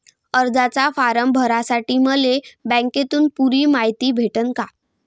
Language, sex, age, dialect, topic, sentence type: Marathi, female, 18-24, Varhadi, banking, question